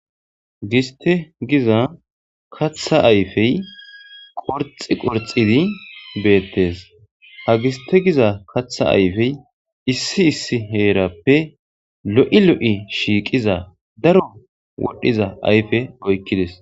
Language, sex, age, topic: Gamo, male, 25-35, agriculture